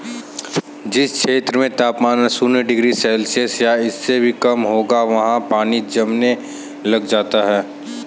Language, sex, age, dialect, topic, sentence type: Hindi, male, 18-24, Kanauji Braj Bhasha, agriculture, statement